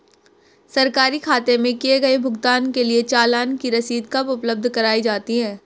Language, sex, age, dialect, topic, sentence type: Hindi, female, 18-24, Hindustani Malvi Khadi Boli, banking, question